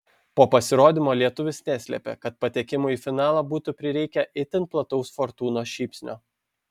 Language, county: Lithuanian, Šiauliai